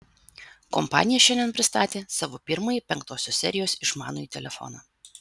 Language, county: Lithuanian, Vilnius